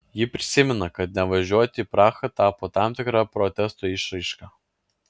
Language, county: Lithuanian, Klaipėda